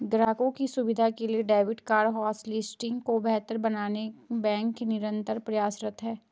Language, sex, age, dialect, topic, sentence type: Hindi, female, 18-24, Garhwali, banking, statement